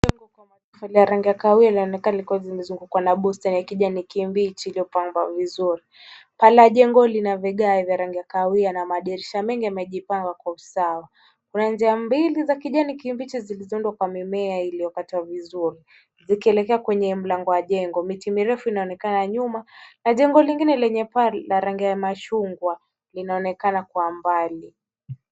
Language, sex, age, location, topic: Swahili, female, 18-24, Kisumu, education